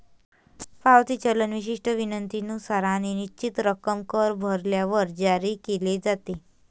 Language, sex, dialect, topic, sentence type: Marathi, female, Varhadi, banking, statement